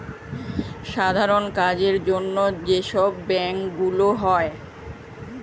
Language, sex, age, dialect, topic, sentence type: Bengali, male, 36-40, Standard Colloquial, banking, statement